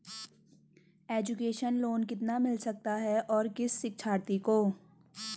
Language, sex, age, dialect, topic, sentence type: Hindi, female, 18-24, Garhwali, banking, question